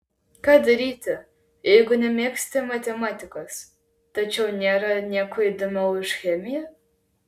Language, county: Lithuanian, Klaipėda